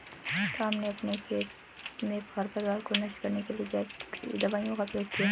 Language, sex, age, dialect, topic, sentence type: Hindi, female, 25-30, Marwari Dhudhari, agriculture, statement